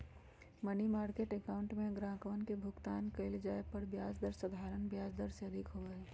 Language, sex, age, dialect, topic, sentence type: Magahi, male, 41-45, Western, banking, statement